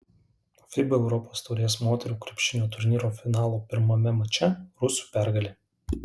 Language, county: Lithuanian, Alytus